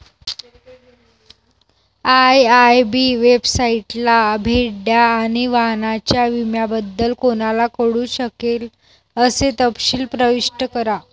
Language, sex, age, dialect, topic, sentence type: Marathi, female, 18-24, Varhadi, banking, statement